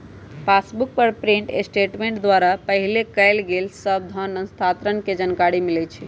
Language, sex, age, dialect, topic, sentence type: Magahi, male, 18-24, Western, banking, statement